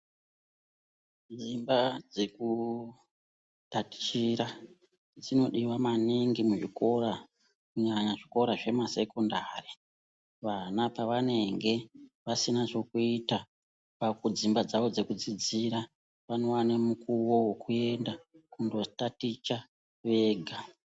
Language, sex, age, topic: Ndau, female, 50+, education